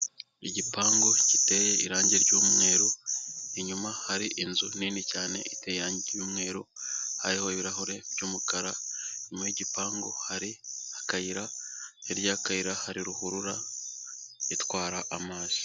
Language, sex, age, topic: Kinyarwanda, male, 18-24, government